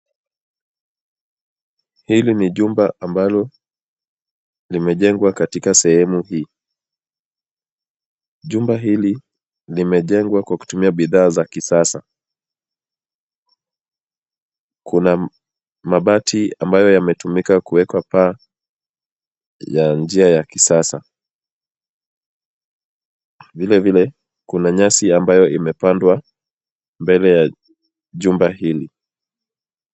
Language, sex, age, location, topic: Swahili, male, 25-35, Kisumu, education